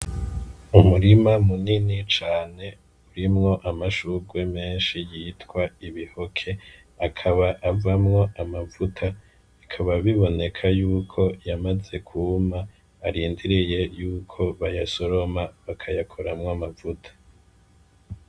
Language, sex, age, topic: Rundi, male, 25-35, agriculture